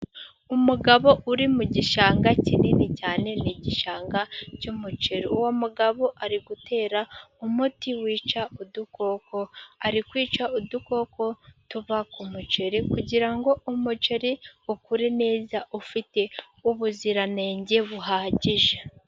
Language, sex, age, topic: Kinyarwanda, female, 18-24, agriculture